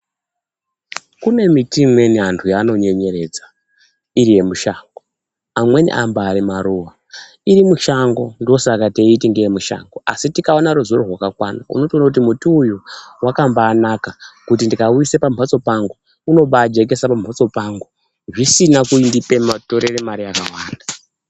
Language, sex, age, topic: Ndau, male, 25-35, health